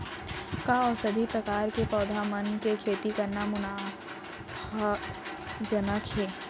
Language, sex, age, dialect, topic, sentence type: Chhattisgarhi, female, 18-24, Central, agriculture, question